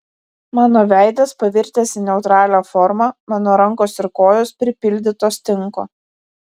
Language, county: Lithuanian, Vilnius